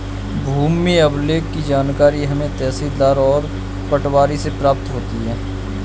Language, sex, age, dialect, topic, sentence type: Hindi, male, 31-35, Kanauji Braj Bhasha, agriculture, statement